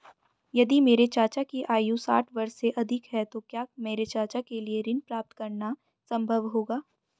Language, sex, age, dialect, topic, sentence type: Hindi, female, 25-30, Hindustani Malvi Khadi Boli, banking, statement